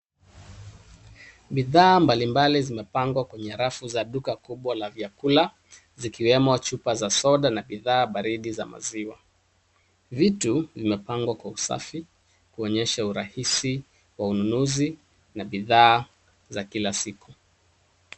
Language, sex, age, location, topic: Swahili, male, 36-49, Nairobi, finance